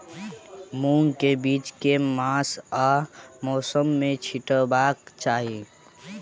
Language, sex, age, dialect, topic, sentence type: Maithili, male, 18-24, Southern/Standard, agriculture, question